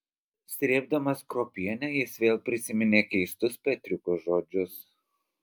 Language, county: Lithuanian, Alytus